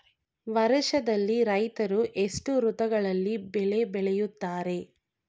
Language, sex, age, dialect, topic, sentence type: Kannada, female, 25-30, Mysore Kannada, agriculture, question